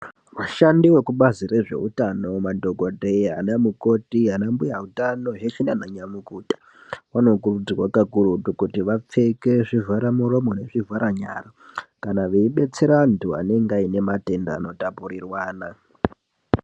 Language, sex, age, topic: Ndau, female, 25-35, health